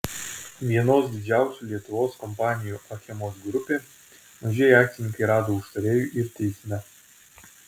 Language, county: Lithuanian, Vilnius